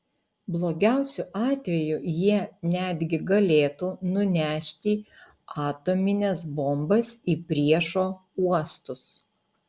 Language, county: Lithuanian, Utena